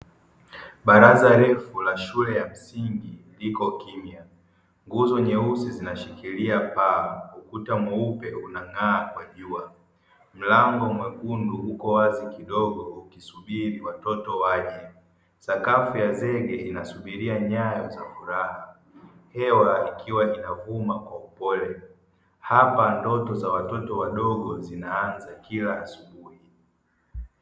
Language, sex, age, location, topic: Swahili, male, 50+, Dar es Salaam, education